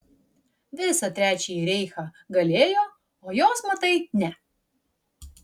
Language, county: Lithuanian, Vilnius